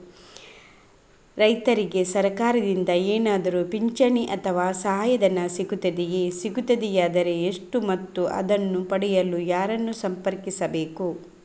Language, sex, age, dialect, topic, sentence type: Kannada, female, 36-40, Coastal/Dakshin, agriculture, question